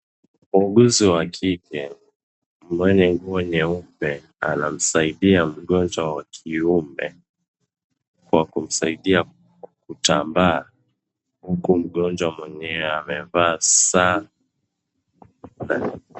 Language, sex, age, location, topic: Swahili, male, 25-35, Kisumu, health